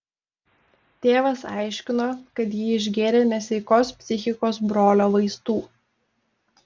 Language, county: Lithuanian, Telšiai